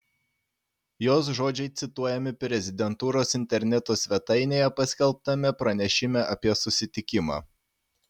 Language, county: Lithuanian, Panevėžys